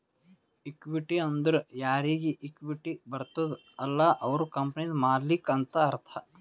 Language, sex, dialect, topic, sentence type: Kannada, male, Northeastern, banking, statement